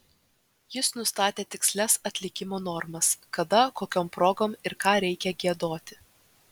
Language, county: Lithuanian, Vilnius